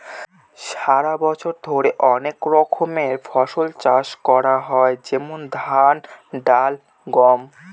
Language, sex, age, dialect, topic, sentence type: Bengali, male, 18-24, Northern/Varendri, agriculture, statement